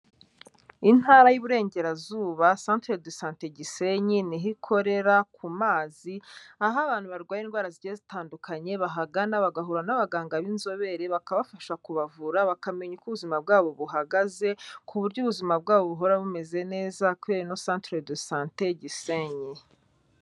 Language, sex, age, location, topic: Kinyarwanda, female, 25-35, Kigali, health